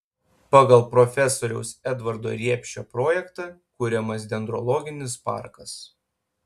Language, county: Lithuanian, Panevėžys